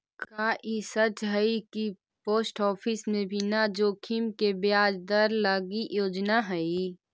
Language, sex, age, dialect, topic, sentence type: Magahi, female, 18-24, Central/Standard, banking, statement